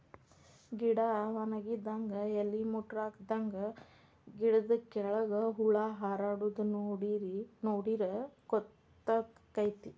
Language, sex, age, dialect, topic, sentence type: Kannada, female, 25-30, Dharwad Kannada, agriculture, statement